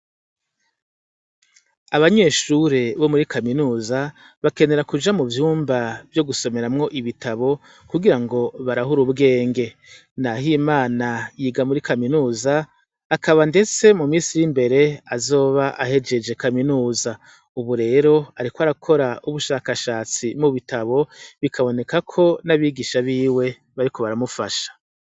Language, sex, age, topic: Rundi, male, 50+, education